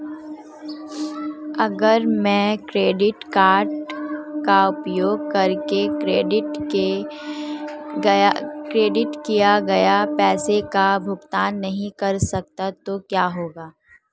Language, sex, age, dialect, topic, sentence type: Hindi, female, 18-24, Marwari Dhudhari, banking, question